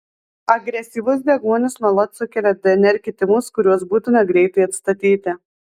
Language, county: Lithuanian, Alytus